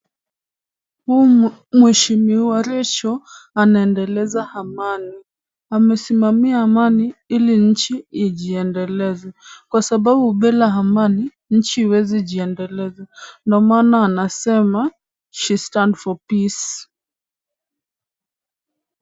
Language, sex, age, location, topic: Swahili, male, 18-24, Kisumu, government